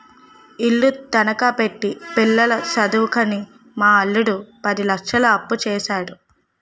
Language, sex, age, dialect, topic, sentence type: Telugu, female, 18-24, Utterandhra, banking, statement